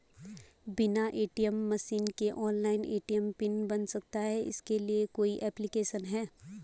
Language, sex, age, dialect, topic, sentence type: Hindi, female, 18-24, Garhwali, banking, question